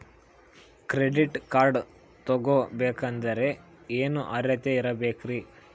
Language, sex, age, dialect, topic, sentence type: Kannada, male, 25-30, Central, banking, question